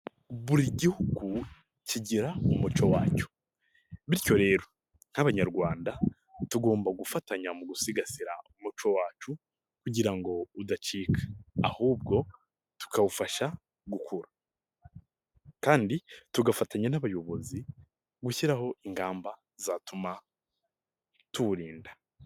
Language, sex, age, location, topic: Kinyarwanda, male, 18-24, Nyagatare, government